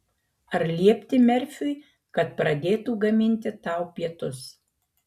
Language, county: Lithuanian, Marijampolė